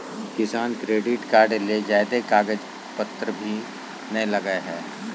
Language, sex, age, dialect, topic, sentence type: Magahi, male, 36-40, Southern, agriculture, statement